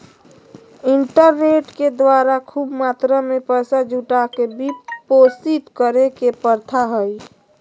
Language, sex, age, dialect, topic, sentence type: Magahi, female, 25-30, Southern, banking, statement